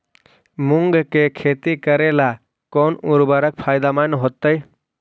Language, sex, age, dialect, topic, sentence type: Magahi, male, 56-60, Central/Standard, agriculture, question